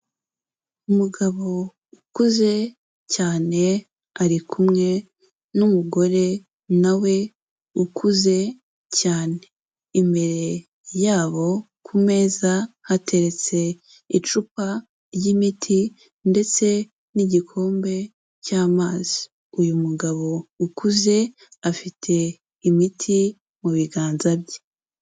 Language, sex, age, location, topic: Kinyarwanda, female, 18-24, Kigali, health